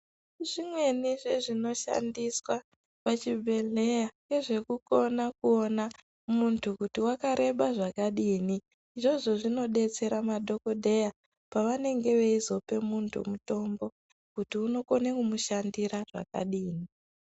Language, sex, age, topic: Ndau, male, 18-24, health